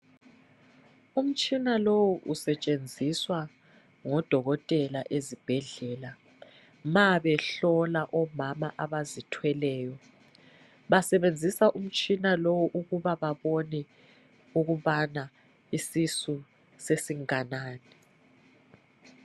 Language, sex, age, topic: North Ndebele, female, 25-35, health